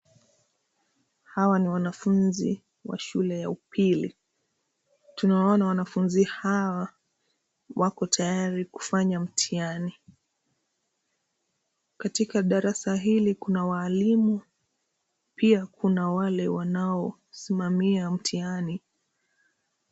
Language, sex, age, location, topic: Swahili, female, 25-35, Nairobi, education